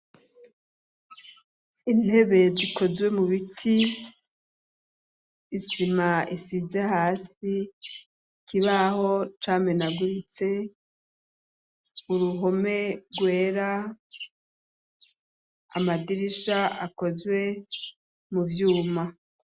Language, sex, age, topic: Rundi, female, 36-49, education